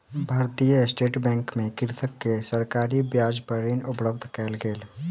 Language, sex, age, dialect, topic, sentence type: Maithili, male, 18-24, Southern/Standard, banking, statement